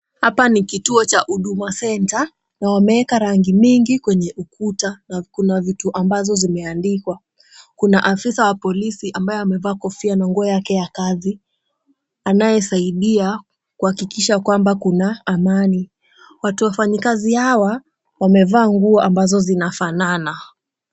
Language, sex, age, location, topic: Swahili, female, 18-24, Kisumu, government